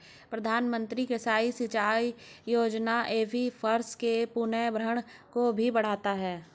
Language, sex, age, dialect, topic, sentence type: Hindi, male, 56-60, Hindustani Malvi Khadi Boli, agriculture, statement